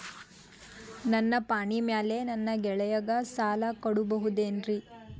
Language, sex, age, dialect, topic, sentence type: Kannada, female, 18-24, Dharwad Kannada, banking, question